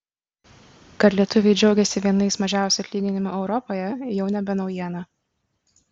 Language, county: Lithuanian, Kaunas